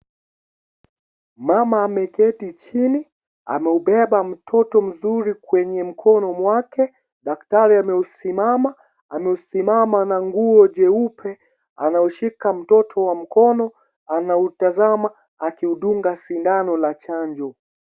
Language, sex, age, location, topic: Swahili, male, 18-24, Kisii, health